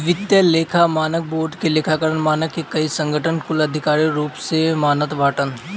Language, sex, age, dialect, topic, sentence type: Bhojpuri, male, 25-30, Northern, banking, statement